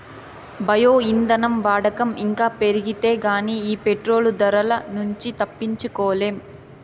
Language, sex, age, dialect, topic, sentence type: Telugu, female, 18-24, Southern, agriculture, statement